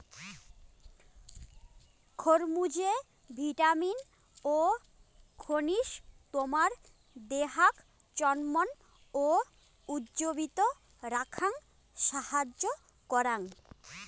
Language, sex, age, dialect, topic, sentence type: Bengali, female, 25-30, Rajbangshi, agriculture, statement